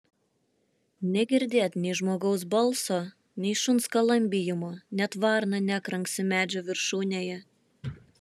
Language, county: Lithuanian, Šiauliai